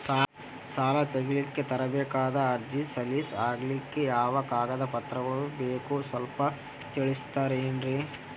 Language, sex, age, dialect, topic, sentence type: Kannada, male, 18-24, Northeastern, banking, question